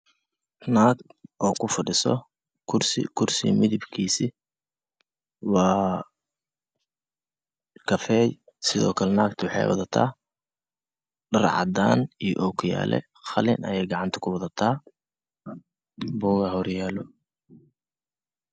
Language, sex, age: Somali, male, 18-24